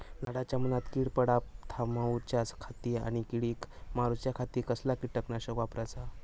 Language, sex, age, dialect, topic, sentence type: Marathi, male, 18-24, Southern Konkan, agriculture, question